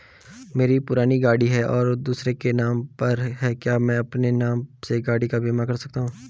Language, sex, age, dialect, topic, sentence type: Hindi, male, 18-24, Garhwali, banking, question